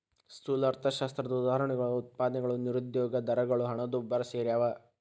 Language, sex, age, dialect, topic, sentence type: Kannada, male, 18-24, Dharwad Kannada, banking, statement